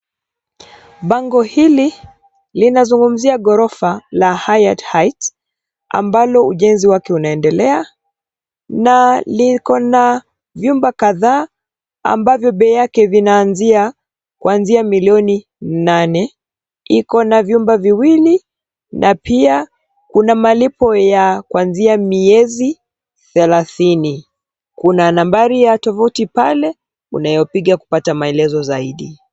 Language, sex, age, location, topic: Swahili, female, 25-35, Nairobi, finance